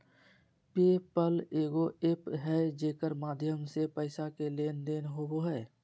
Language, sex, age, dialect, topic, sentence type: Magahi, male, 36-40, Southern, banking, statement